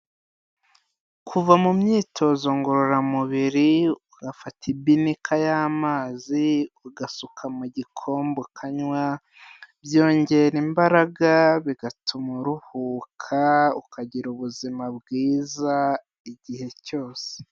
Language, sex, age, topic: Kinyarwanda, male, 25-35, health